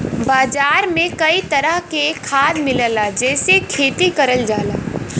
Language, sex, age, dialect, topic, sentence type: Bhojpuri, female, 18-24, Western, agriculture, statement